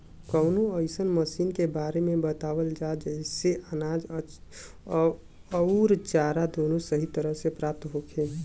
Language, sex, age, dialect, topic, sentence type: Bhojpuri, male, 18-24, Western, agriculture, question